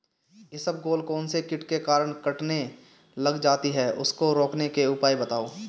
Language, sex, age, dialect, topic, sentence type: Hindi, male, 18-24, Marwari Dhudhari, agriculture, question